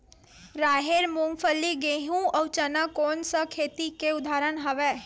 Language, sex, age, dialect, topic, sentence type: Chhattisgarhi, female, 18-24, Western/Budati/Khatahi, agriculture, question